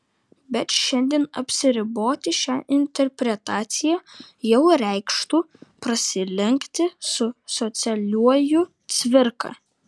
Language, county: Lithuanian, Vilnius